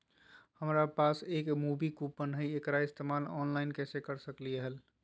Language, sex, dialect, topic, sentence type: Magahi, male, Southern, banking, question